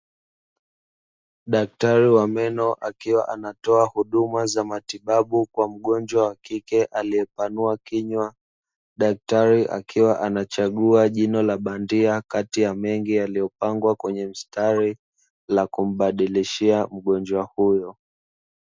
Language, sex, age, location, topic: Swahili, male, 25-35, Dar es Salaam, health